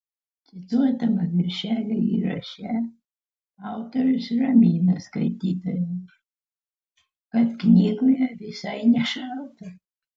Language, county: Lithuanian, Utena